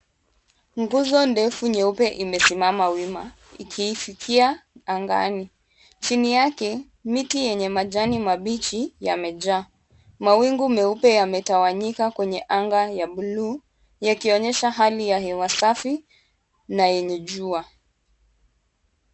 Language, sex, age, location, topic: Swahili, female, 18-24, Kisumu, education